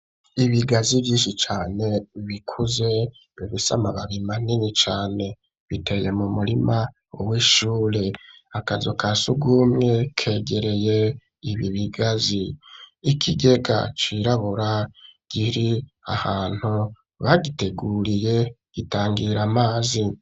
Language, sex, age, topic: Rundi, male, 25-35, education